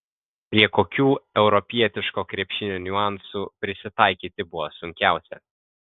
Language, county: Lithuanian, Kaunas